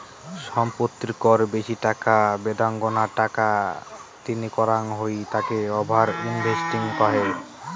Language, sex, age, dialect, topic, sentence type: Bengali, male, 60-100, Rajbangshi, banking, statement